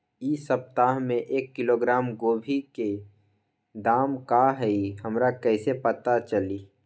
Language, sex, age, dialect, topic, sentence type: Magahi, male, 18-24, Western, agriculture, question